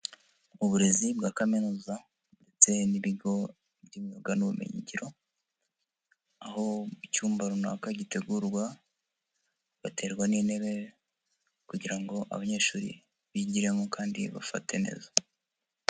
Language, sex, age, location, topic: Kinyarwanda, female, 50+, Nyagatare, education